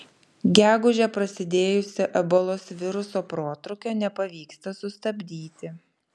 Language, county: Lithuanian, Vilnius